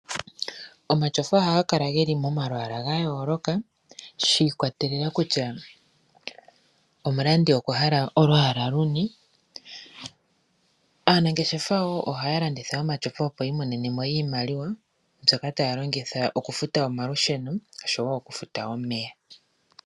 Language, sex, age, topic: Oshiwambo, female, 25-35, finance